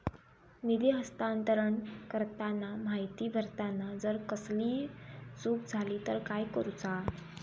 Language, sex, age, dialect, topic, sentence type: Marathi, female, 18-24, Southern Konkan, banking, question